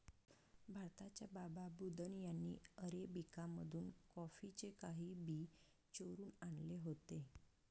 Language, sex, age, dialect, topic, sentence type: Marathi, female, 41-45, Northern Konkan, agriculture, statement